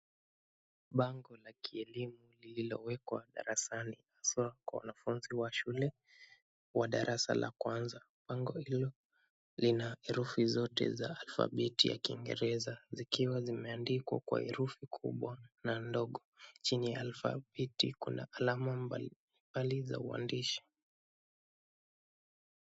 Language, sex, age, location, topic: Swahili, male, 25-35, Kisumu, education